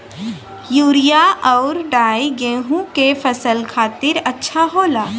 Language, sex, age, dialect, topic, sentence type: Bhojpuri, female, 18-24, Western, agriculture, statement